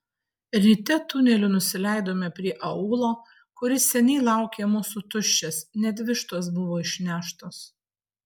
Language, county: Lithuanian, Vilnius